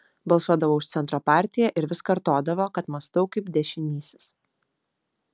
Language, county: Lithuanian, Vilnius